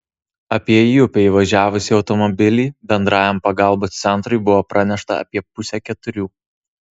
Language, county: Lithuanian, Tauragė